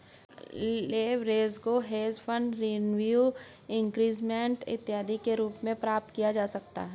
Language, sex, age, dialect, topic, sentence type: Hindi, male, 56-60, Hindustani Malvi Khadi Boli, banking, statement